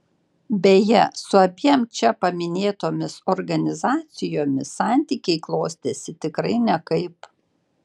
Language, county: Lithuanian, Panevėžys